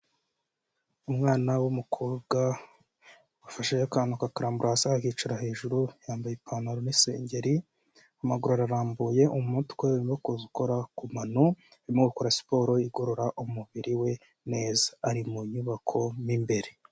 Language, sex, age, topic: Kinyarwanda, male, 25-35, health